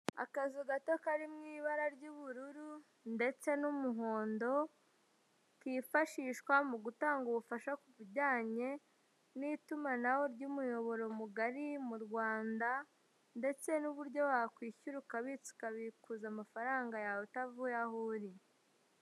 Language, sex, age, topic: Kinyarwanda, male, 18-24, finance